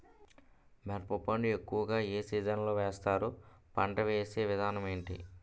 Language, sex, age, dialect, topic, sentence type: Telugu, male, 18-24, Utterandhra, agriculture, question